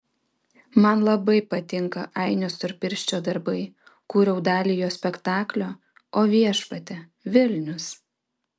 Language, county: Lithuanian, Vilnius